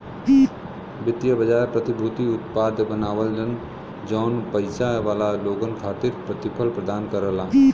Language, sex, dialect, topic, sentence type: Bhojpuri, male, Western, banking, statement